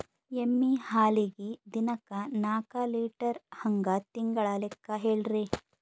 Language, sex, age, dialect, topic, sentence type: Kannada, female, 31-35, Northeastern, agriculture, question